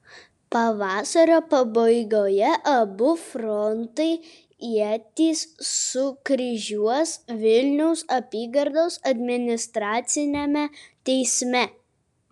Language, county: Lithuanian, Kaunas